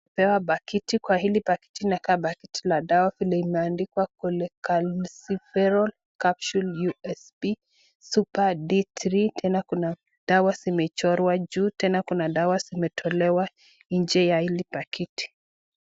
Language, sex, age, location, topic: Swahili, female, 25-35, Nakuru, health